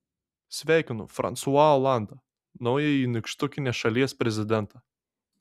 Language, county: Lithuanian, Šiauliai